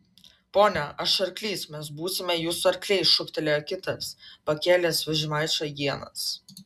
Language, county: Lithuanian, Vilnius